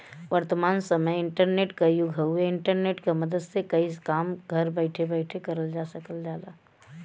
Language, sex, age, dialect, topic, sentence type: Bhojpuri, female, 31-35, Western, banking, statement